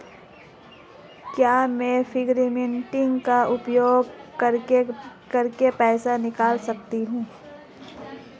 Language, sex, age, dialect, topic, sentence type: Hindi, female, 18-24, Marwari Dhudhari, banking, question